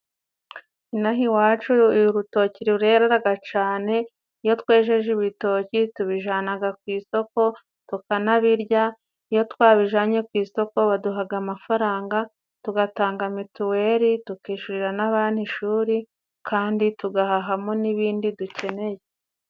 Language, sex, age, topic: Kinyarwanda, female, 25-35, agriculture